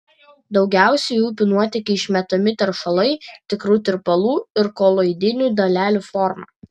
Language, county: Lithuanian, Vilnius